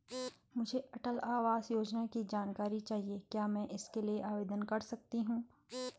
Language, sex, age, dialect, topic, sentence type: Hindi, female, 18-24, Garhwali, banking, question